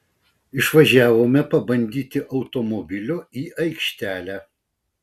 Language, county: Lithuanian, Vilnius